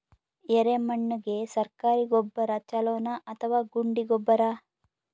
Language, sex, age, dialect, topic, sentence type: Kannada, female, 31-35, Northeastern, agriculture, question